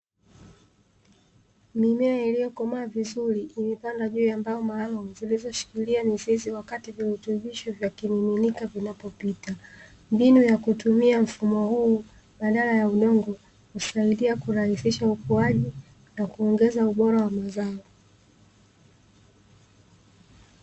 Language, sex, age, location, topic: Swahili, female, 25-35, Dar es Salaam, agriculture